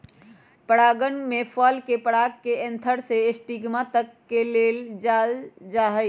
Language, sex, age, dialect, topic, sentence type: Magahi, female, 25-30, Western, agriculture, statement